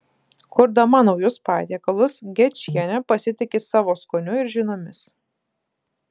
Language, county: Lithuanian, Klaipėda